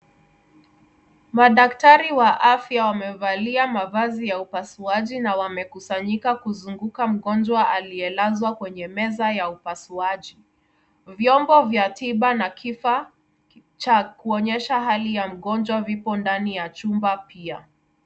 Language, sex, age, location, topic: Swahili, female, 25-35, Kisumu, health